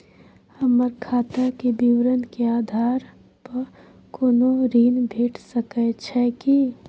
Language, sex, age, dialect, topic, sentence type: Maithili, female, 31-35, Bajjika, banking, question